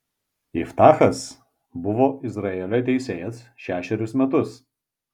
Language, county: Lithuanian, Vilnius